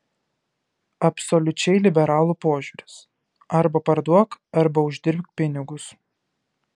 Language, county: Lithuanian, Kaunas